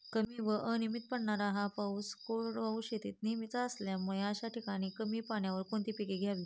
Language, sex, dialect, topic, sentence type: Marathi, female, Standard Marathi, agriculture, question